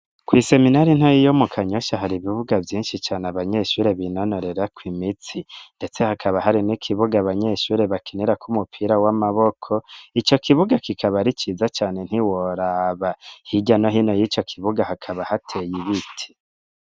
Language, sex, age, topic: Rundi, male, 25-35, education